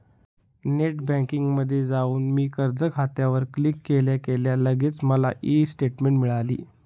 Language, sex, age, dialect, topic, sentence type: Marathi, male, 31-35, Northern Konkan, banking, statement